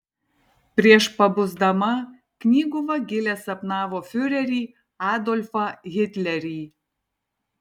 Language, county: Lithuanian, Tauragė